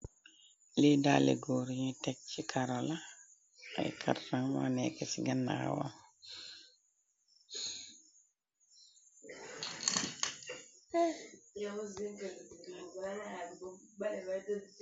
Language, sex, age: Wolof, female, 36-49